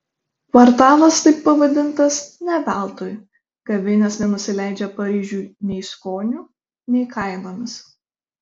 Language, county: Lithuanian, Šiauliai